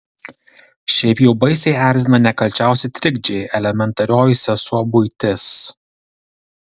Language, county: Lithuanian, Kaunas